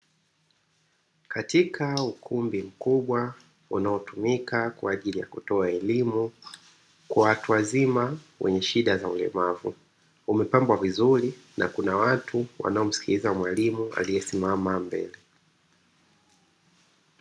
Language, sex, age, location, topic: Swahili, male, 25-35, Dar es Salaam, education